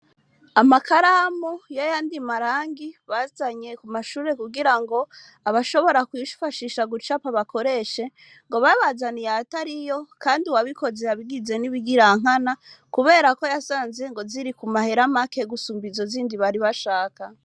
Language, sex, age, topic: Rundi, female, 25-35, education